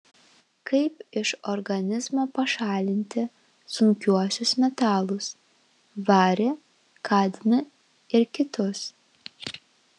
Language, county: Lithuanian, Vilnius